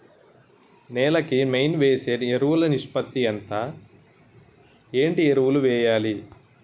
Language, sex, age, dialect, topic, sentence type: Telugu, male, 18-24, Utterandhra, agriculture, question